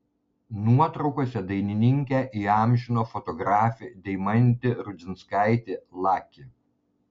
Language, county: Lithuanian, Panevėžys